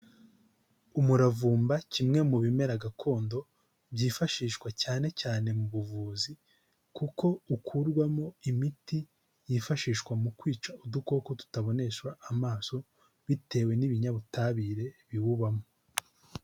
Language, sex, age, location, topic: Kinyarwanda, male, 18-24, Huye, health